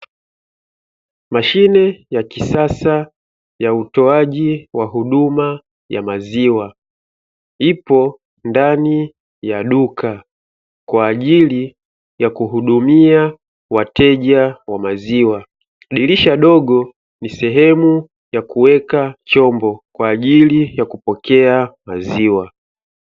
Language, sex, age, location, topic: Swahili, male, 25-35, Dar es Salaam, finance